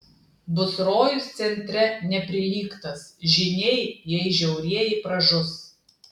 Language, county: Lithuanian, Klaipėda